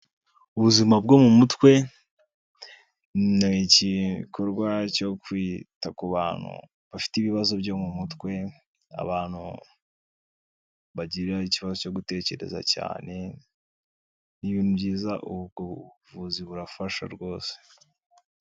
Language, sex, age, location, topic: Kinyarwanda, male, 18-24, Kigali, health